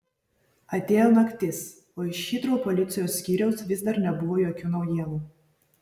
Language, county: Lithuanian, Vilnius